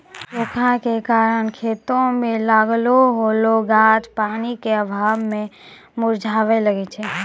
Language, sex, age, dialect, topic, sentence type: Maithili, female, 18-24, Angika, agriculture, statement